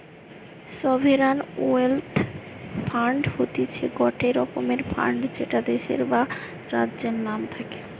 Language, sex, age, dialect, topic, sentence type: Bengali, female, 18-24, Western, banking, statement